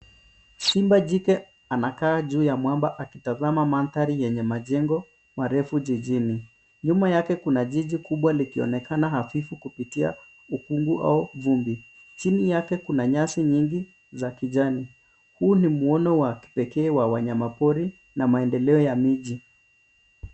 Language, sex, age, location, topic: Swahili, male, 25-35, Nairobi, government